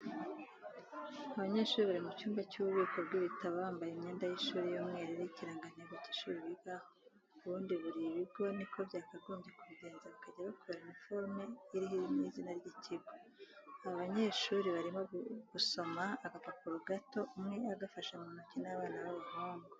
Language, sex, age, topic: Kinyarwanda, female, 36-49, education